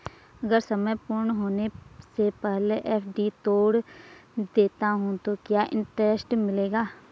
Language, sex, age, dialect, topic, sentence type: Hindi, female, 25-30, Garhwali, banking, question